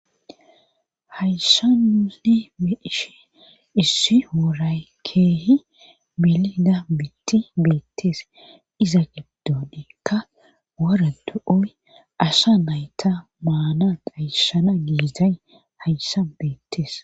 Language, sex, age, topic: Gamo, female, 25-35, government